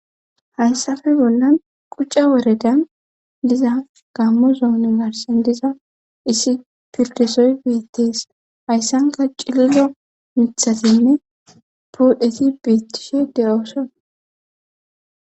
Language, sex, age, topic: Gamo, female, 18-24, government